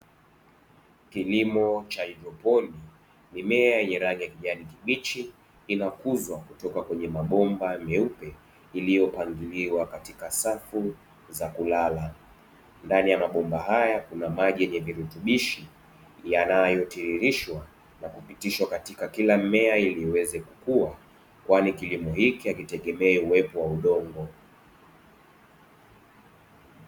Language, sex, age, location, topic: Swahili, male, 25-35, Dar es Salaam, agriculture